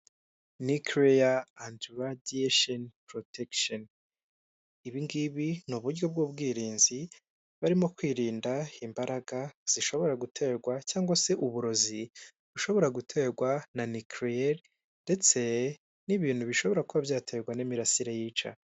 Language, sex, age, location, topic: Kinyarwanda, male, 18-24, Kigali, government